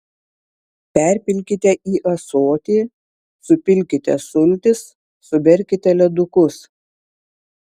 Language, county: Lithuanian, Vilnius